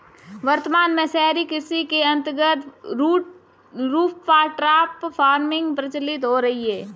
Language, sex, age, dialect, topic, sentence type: Hindi, female, 18-24, Marwari Dhudhari, agriculture, statement